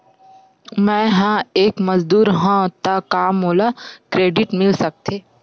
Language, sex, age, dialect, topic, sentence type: Chhattisgarhi, female, 51-55, Western/Budati/Khatahi, banking, question